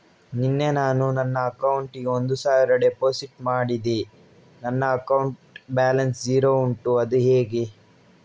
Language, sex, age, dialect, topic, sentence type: Kannada, male, 36-40, Coastal/Dakshin, banking, question